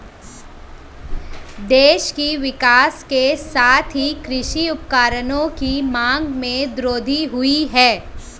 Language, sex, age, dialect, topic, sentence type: Hindi, female, 25-30, Hindustani Malvi Khadi Boli, agriculture, statement